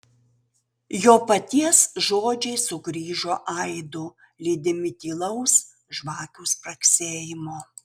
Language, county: Lithuanian, Utena